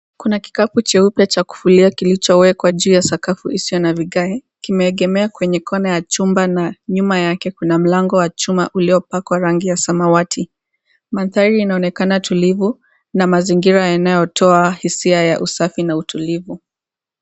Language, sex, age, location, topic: Swahili, female, 18-24, Mombasa, government